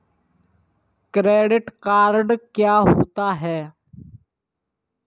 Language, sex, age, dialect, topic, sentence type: Hindi, male, 18-24, Kanauji Braj Bhasha, banking, question